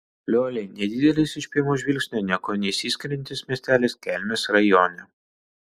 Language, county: Lithuanian, Kaunas